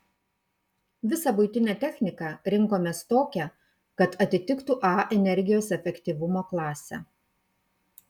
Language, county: Lithuanian, Kaunas